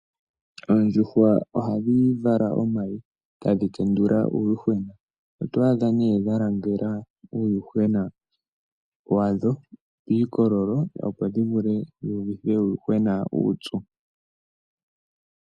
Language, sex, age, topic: Oshiwambo, male, 25-35, agriculture